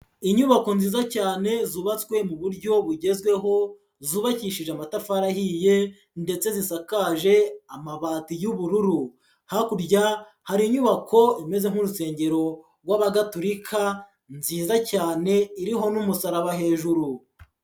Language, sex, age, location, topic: Kinyarwanda, female, 25-35, Huye, education